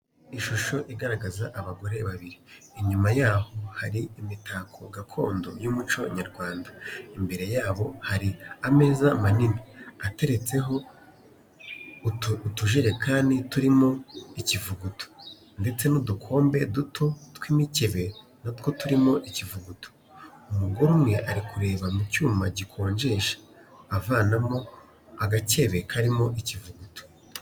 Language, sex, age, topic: Kinyarwanda, male, 18-24, finance